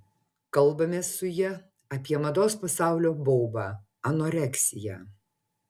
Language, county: Lithuanian, Utena